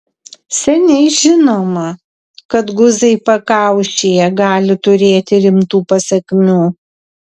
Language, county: Lithuanian, Vilnius